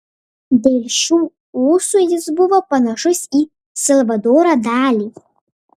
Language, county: Lithuanian, Panevėžys